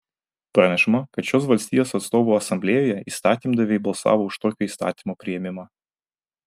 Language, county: Lithuanian, Vilnius